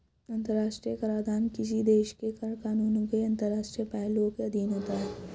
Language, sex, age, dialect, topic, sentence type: Hindi, female, 56-60, Hindustani Malvi Khadi Boli, banking, statement